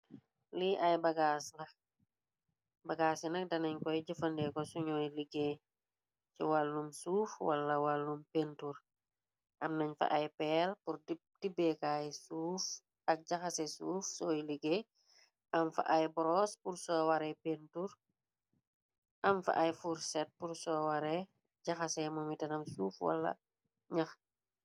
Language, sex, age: Wolof, female, 25-35